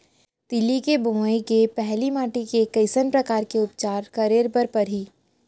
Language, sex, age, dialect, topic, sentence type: Chhattisgarhi, female, 18-24, Central, agriculture, question